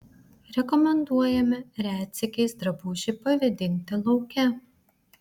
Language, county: Lithuanian, Vilnius